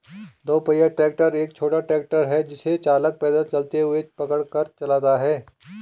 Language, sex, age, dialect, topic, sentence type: Hindi, male, 36-40, Garhwali, agriculture, statement